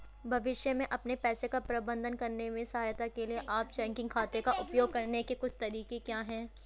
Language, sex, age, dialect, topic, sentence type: Hindi, female, 25-30, Hindustani Malvi Khadi Boli, banking, question